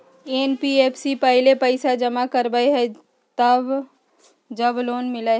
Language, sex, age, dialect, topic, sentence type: Magahi, female, 60-100, Western, banking, question